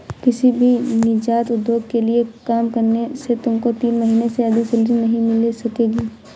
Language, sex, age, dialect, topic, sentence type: Hindi, female, 51-55, Awadhi Bundeli, banking, statement